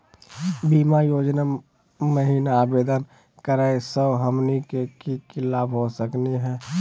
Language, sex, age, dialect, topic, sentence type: Magahi, male, 18-24, Southern, banking, question